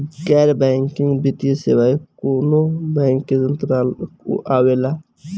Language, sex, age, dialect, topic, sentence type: Bhojpuri, female, 18-24, Northern, banking, question